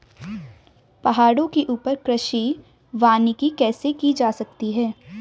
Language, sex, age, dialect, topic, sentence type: Hindi, female, 18-24, Hindustani Malvi Khadi Boli, agriculture, statement